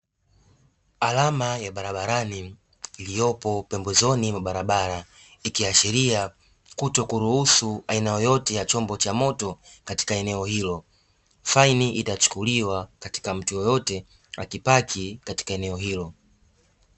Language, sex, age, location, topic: Swahili, male, 18-24, Dar es Salaam, government